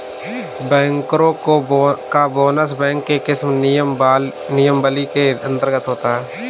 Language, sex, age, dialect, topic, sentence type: Hindi, male, 18-24, Kanauji Braj Bhasha, banking, statement